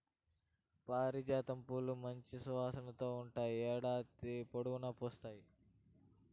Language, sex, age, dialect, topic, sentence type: Telugu, male, 46-50, Southern, agriculture, statement